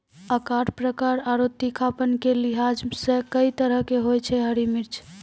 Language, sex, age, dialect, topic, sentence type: Maithili, female, 18-24, Angika, agriculture, statement